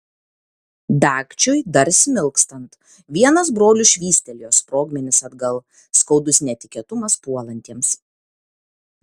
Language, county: Lithuanian, Kaunas